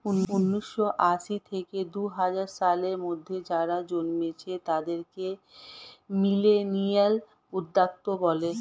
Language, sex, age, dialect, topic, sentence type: Bengali, female, 31-35, Standard Colloquial, banking, statement